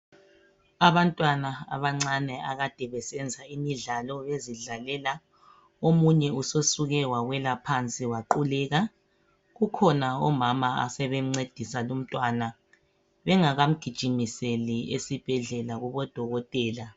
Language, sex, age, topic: North Ndebele, male, 36-49, health